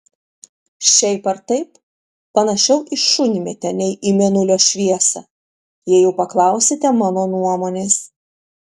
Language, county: Lithuanian, Panevėžys